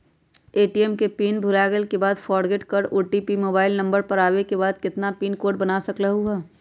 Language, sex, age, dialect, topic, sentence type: Magahi, female, 31-35, Western, banking, question